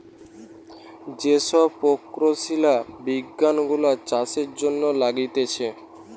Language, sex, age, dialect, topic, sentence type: Bengali, male, <18, Western, agriculture, statement